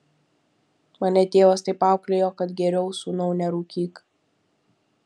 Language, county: Lithuanian, Vilnius